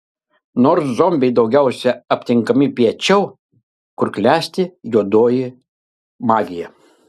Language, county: Lithuanian, Kaunas